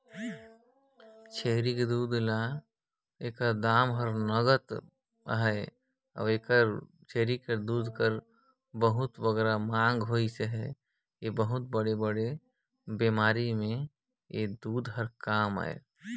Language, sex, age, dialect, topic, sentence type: Chhattisgarhi, male, 18-24, Northern/Bhandar, agriculture, statement